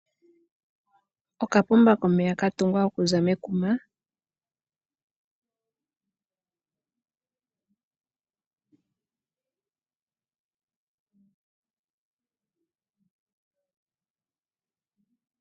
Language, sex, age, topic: Oshiwambo, female, 18-24, finance